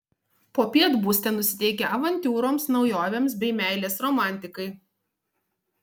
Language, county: Lithuanian, Marijampolė